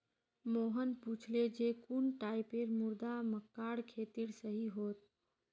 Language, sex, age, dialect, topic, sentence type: Magahi, female, 25-30, Northeastern/Surjapuri, agriculture, statement